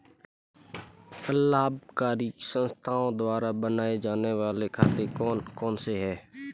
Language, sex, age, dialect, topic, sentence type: Hindi, male, 25-30, Marwari Dhudhari, banking, question